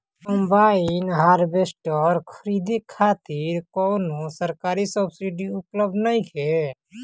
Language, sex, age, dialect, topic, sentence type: Bhojpuri, male, 18-24, Northern, agriculture, question